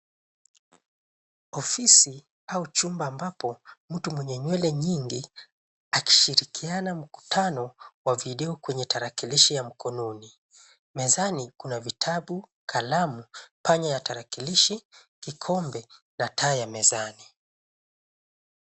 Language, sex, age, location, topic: Swahili, male, 25-35, Nairobi, education